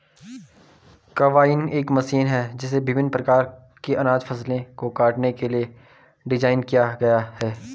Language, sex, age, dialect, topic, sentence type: Hindi, male, 18-24, Garhwali, agriculture, statement